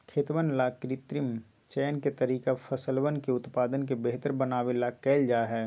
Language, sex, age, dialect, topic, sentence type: Magahi, male, 18-24, Western, agriculture, statement